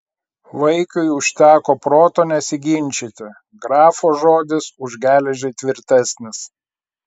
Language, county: Lithuanian, Klaipėda